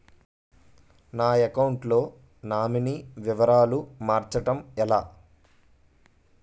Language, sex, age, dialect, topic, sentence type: Telugu, male, 18-24, Utterandhra, banking, question